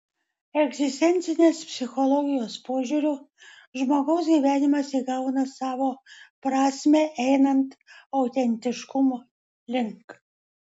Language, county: Lithuanian, Vilnius